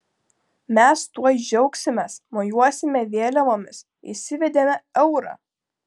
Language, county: Lithuanian, Klaipėda